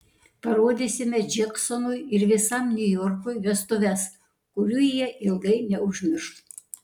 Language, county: Lithuanian, Panevėžys